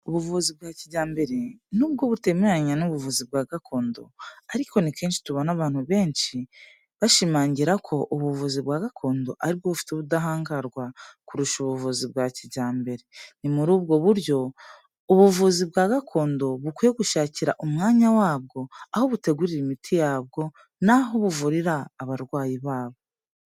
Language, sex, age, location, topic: Kinyarwanda, female, 18-24, Kigali, health